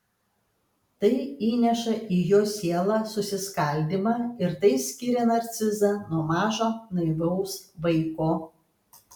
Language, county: Lithuanian, Kaunas